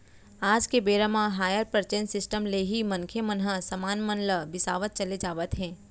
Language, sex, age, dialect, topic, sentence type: Chhattisgarhi, female, 31-35, Central, banking, statement